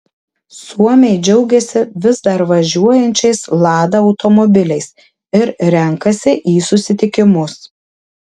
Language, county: Lithuanian, Marijampolė